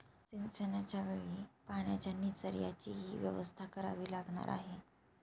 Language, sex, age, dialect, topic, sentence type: Marathi, female, 25-30, Standard Marathi, agriculture, statement